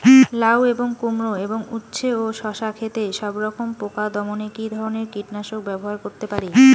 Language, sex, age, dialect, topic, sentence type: Bengali, female, 25-30, Rajbangshi, agriculture, question